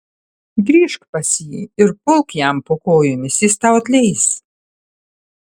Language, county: Lithuanian, Panevėžys